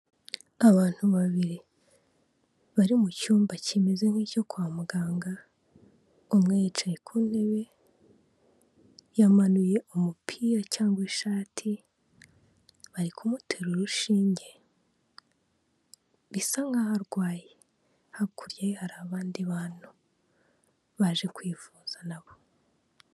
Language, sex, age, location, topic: Kinyarwanda, female, 18-24, Kigali, health